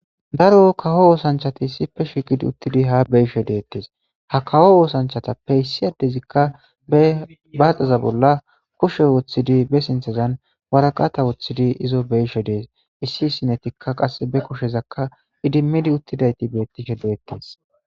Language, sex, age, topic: Gamo, male, 18-24, government